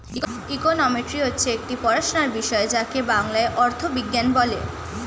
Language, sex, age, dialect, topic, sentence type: Bengali, female, 18-24, Standard Colloquial, banking, statement